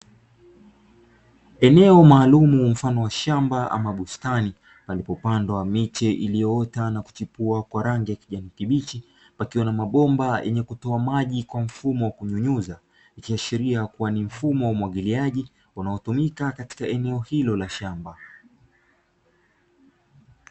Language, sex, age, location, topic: Swahili, male, 25-35, Dar es Salaam, agriculture